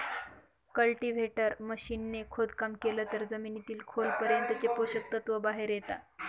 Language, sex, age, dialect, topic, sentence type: Marathi, female, 25-30, Northern Konkan, agriculture, statement